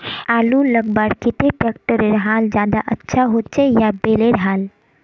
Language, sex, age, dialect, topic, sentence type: Magahi, male, 18-24, Northeastern/Surjapuri, agriculture, question